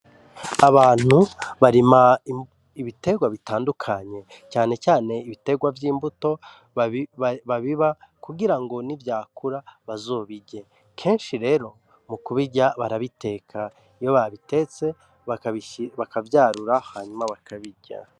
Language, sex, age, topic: Rundi, male, 36-49, agriculture